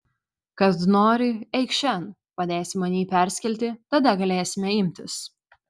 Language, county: Lithuanian, Vilnius